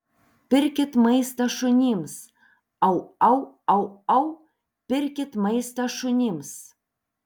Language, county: Lithuanian, Panevėžys